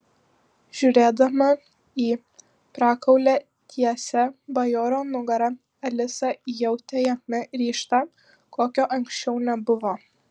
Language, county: Lithuanian, Panevėžys